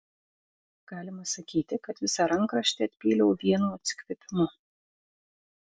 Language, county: Lithuanian, Vilnius